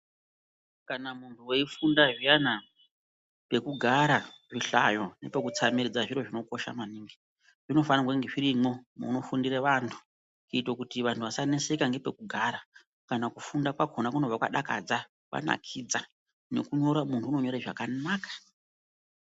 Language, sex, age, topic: Ndau, female, 36-49, education